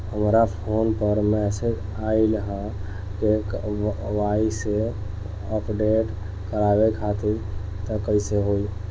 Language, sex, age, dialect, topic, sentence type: Bhojpuri, male, 18-24, Southern / Standard, banking, question